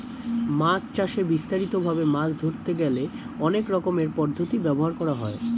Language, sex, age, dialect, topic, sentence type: Bengali, male, 18-24, Standard Colloquial, agriculture, statement